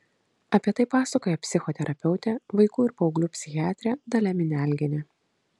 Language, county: Lithuanian, Kaunas